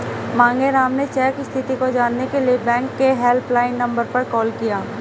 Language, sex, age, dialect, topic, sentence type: Hindi, female, 25-30, Hindustani Malvi Khadi Boli, banking, statement